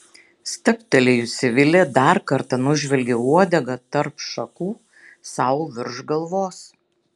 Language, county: Lithuanian, Šiauliai